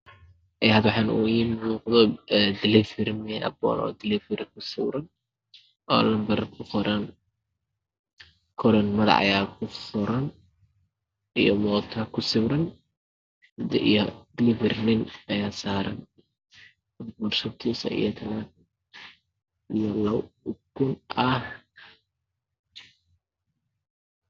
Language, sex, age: Somali, male, 25-35